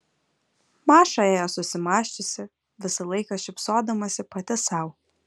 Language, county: Lithuanian, Vilnius